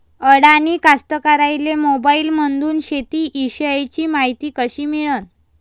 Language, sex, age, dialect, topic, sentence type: Marathi, female, 25-30, Varhadi, agriculture, question